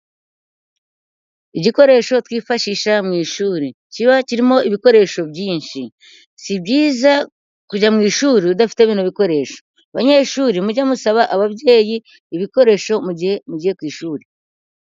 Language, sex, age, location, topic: Kinyarwanda, female, 50+, Nyagatare, education